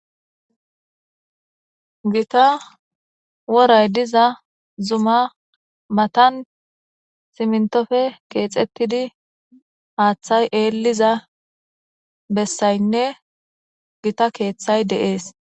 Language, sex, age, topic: Gamo, female, 18-24, government